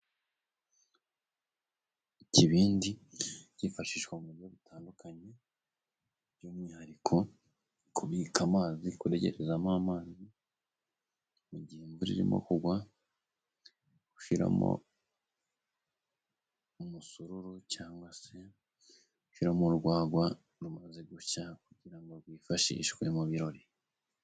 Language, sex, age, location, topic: Kinyarwanda, male, 25-35, Musanze, government